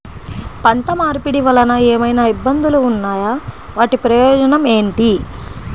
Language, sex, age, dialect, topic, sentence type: Telugu, female, 25-30, Central/Coastal, agriculture, question